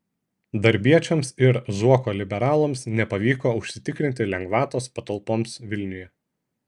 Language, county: Lithuanian, Šiauliai